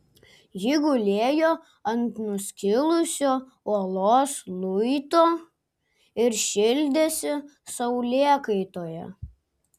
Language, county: Lithuanian, Klaipėda